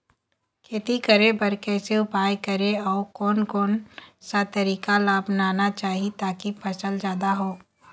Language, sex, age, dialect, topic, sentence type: Chhattisgarhi, female, 51-55, Eastern, agriculture, question